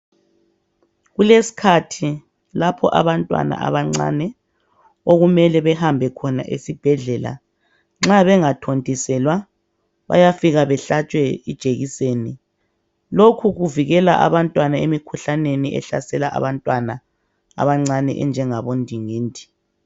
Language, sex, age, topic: North Ndebele, female, 50+, health